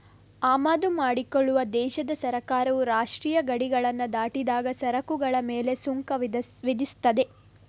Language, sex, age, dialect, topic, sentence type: Kannada, female, 18-24, Coastal/Dakshin, banking, statement